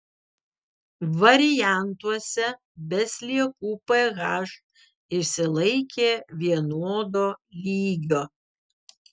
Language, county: Lithuanian, Vilnius